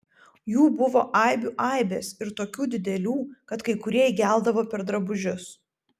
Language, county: Lithuanian, Vilnius